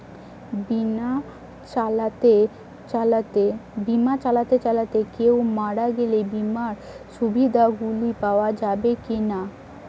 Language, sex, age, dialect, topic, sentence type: Bengali, female, 18-24, Western, banking, question